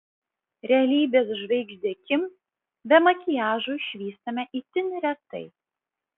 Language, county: Lithuanian, Vilnius